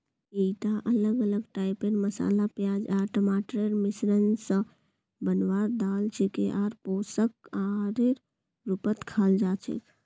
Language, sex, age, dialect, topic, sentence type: Magahi, female, 18-24, Northeastern/Surjapuri, agriculture, statement